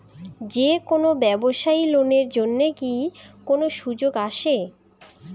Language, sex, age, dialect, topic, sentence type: Bengali, female, 18-24, Rajbangshi, banking, question